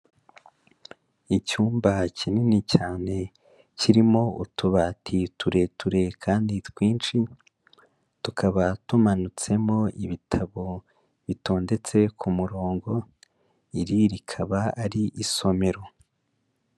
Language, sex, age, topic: Kinyarwanda, male, 25-35, education